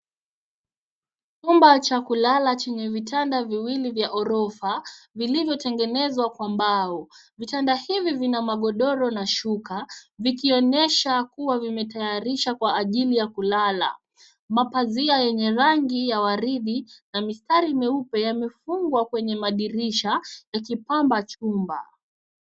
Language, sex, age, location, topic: Swahili, female, 18-24, Nairobi, education